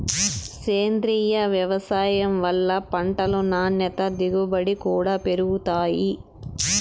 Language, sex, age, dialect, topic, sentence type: Telugu, male, 46-50, Southern, agriculture, statement